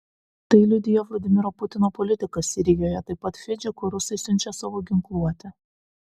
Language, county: Lithuanian, Vilnius